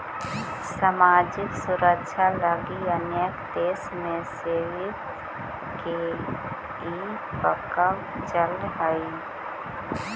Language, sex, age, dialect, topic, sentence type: Magahi, female, 60-100, Central/Standard, banking, statement